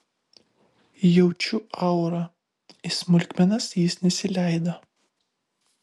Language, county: Lithuanian, Vilnius